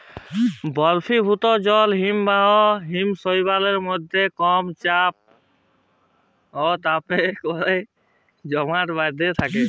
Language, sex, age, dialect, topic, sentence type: Bengali, male, 18-24, Jharkhandi, agriculture, statement